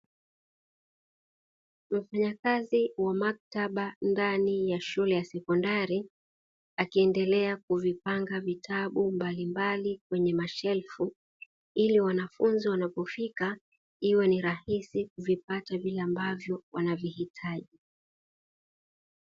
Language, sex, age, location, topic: Swahili, female, 36-49, Dar es Salaam, education